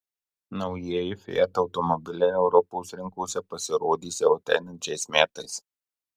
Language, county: Lithuanian, Marijampolė